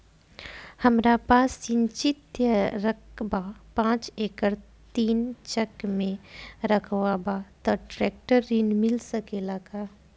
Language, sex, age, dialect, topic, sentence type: Bhojpuri, female, 25-30, Southern / Standard, banking, question